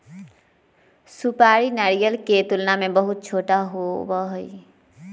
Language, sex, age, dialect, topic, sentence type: Magahi, female, 25-30, Western, agriculture, statement